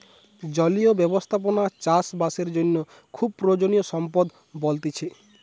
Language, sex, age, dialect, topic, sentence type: Bengali, male, 18-24, Western, agriculture, statement